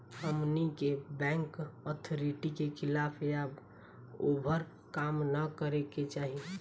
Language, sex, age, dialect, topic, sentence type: Bhojpuri, female, 18-24, Southern / Standard, banking, question